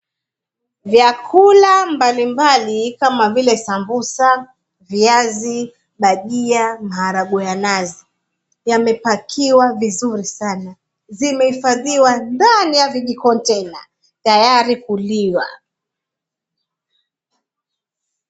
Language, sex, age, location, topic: Swahili, female, 25-35, Mombasa, agriculture